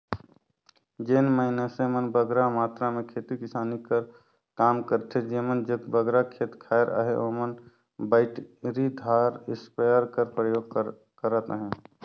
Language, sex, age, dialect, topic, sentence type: Chhattisgarhi, male, 25-30, Northern/Bhandar, agriculture, statement